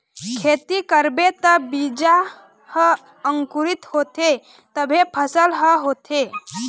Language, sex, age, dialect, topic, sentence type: Chhattisgarhi, female, 18-24, Eastern, agriculture, statement